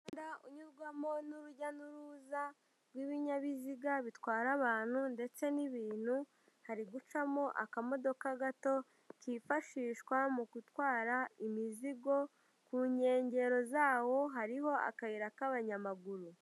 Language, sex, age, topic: Kinyarwanda, female, 50+, government